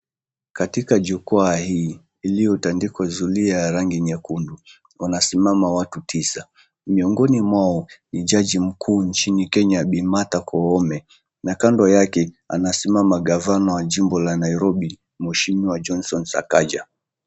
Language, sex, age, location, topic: Swahili, male, 25-35, Mombasa, government